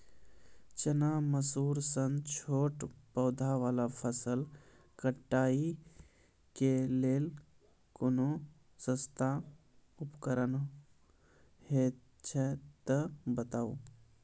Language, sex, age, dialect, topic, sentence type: Maithili, male, 25-30, Angika, agriculture, question